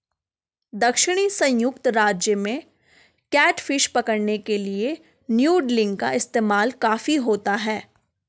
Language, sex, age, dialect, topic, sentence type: Hindi, female, 25-30, Garhwali, agriculture, statement